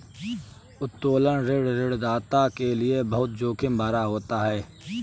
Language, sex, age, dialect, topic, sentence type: Hindi, male, 18-24, Awadhi Bundeli, banking, statement